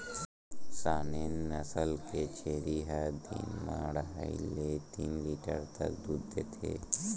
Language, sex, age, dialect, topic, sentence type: Chhattisgarhi, male, 18-24, Western/Budati/Khatahi, agriculture, statement